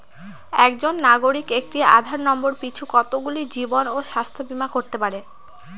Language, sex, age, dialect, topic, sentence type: Bengali, female, <18, Northern/Varendri, banking, question